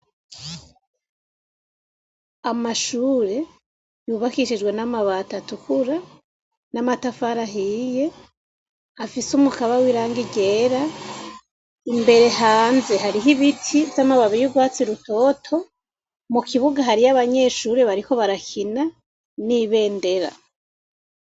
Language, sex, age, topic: Rundi, female, 25-35, education